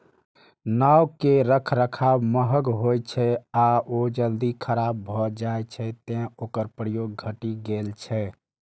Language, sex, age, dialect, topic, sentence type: Maithili, male, 18-24, Eastern / Thethi, agriculture, statement